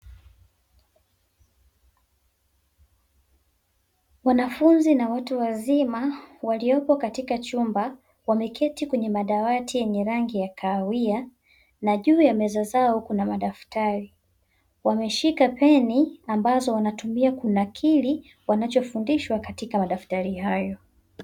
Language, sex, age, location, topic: Swahili, female, 18-24, Dar es Salaam, education